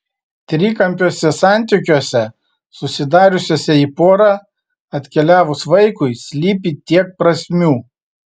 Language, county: Lithuanian, Vilnius